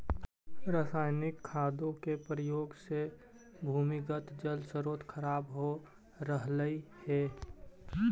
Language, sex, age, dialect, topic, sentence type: Magahi, male, 18-24, Central/Standard, agriculture, statement